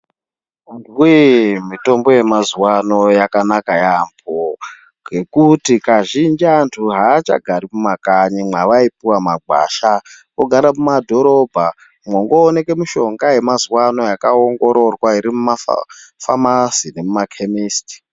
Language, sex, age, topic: Ndau, male, 25-35, health